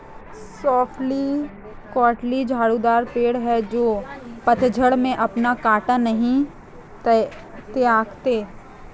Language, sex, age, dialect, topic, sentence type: Hindi, female, 18-24, Marwari Dhudhari, agriculture, statement